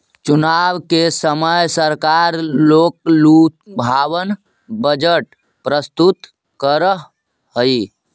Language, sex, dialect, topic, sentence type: Magahi, male, Central/Standard, banking, statement